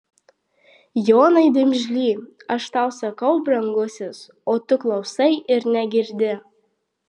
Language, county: Lithuanian, Marijampolė